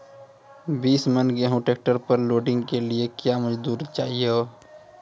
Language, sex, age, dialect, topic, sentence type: Maithili, male, 18-24, Angika, agriculture, question